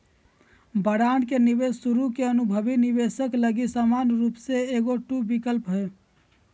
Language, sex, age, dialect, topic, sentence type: Magahi, male, 18-24, Southern, banking, statement